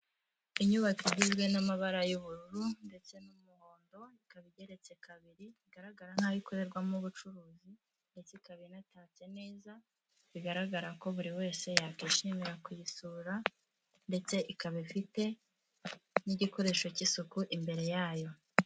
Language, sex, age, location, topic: Kinyarwanda, female, 18-24, Nyagatare, government